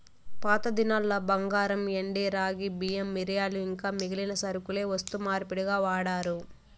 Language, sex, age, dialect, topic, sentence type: Telugu, female, 18-24, Southern, banking, statement